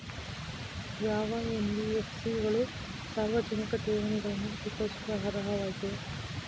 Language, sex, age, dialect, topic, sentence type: Kannada, female, 18-24, Mysore Kannada, banking, question